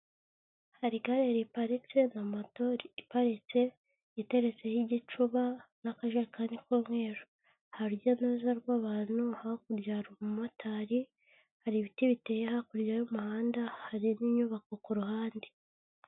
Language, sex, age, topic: Kinyarwanda, female, 18-24, finance